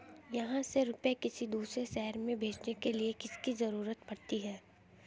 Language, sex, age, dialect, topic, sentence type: Hindi, female, 18-24, Hindustani Malvi Khadi Boli, banking, question